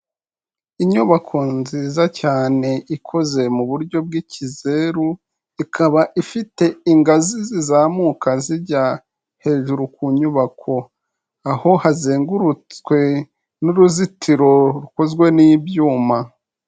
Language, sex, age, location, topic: Kinyarwanda, male, 25-35, Kigali, health